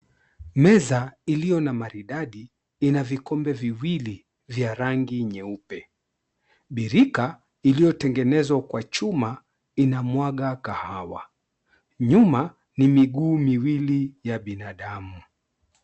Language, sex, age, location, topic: Swahili, male, 36-49, Mombasa, agriculture